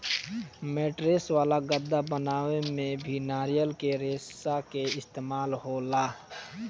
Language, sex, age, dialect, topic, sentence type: Bhojpuri, male, 18-24, Southern / Standard, agriculture, statement